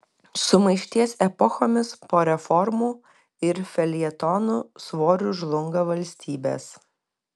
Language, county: Lithuanian, Kaunas